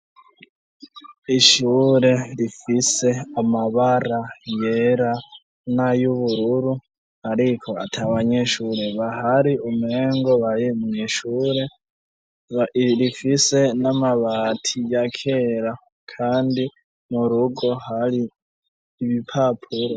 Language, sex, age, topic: Rundi, female, 25-35, education